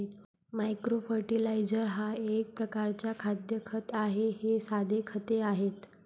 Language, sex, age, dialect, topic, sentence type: Marathi, female, 25-30, Varhadi, agriculture, statement